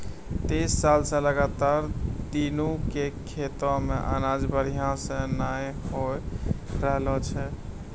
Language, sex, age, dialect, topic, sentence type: Maithili, male, 25-30, Angika, agriculture, statement